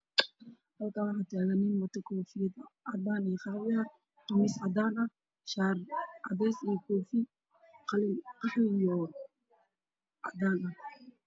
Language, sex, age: Somali, female, 25-35